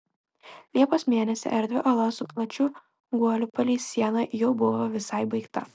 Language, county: Lithuanian, Klaipėda